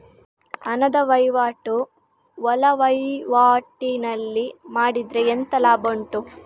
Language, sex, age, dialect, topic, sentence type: Kannada, female, 36-40, Coastal/Dakshin, banking, question